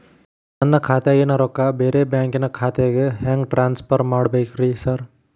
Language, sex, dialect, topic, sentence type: Kannada, male, Dharwad Kannada, banking, question